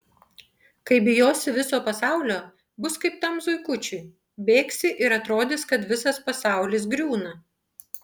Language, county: Lithuanian, Panevėžys